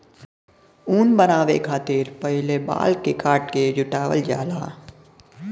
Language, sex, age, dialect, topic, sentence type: Bhojpuri, male, 25-30, Western, agriculture, statement